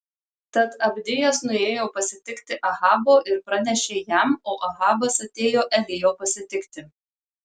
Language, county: Lithuanian, Marijampolė